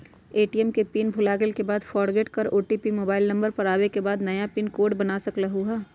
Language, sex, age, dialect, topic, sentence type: Magahi, female, 25-30, Western, banking, question